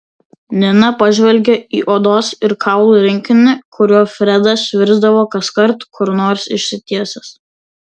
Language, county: Lithuanian, Vilnius